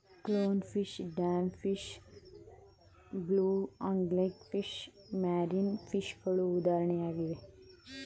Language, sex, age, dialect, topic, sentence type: Kannada, male, 25-30, Mysore Kannada, agriculture, statement